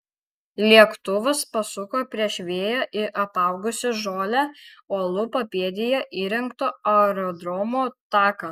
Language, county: Lithuanian, Kaunas